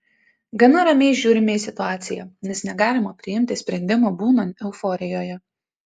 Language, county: Lithuanian, Tauragė